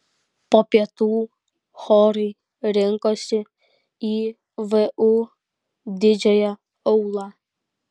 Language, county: Lithuanian, Kaunas